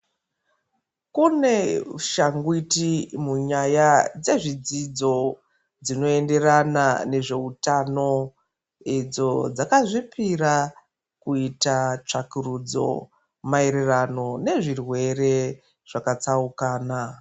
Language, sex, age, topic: Ndau, female, 36-49, health